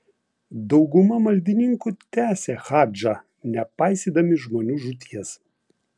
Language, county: Lithuanian, Vilnius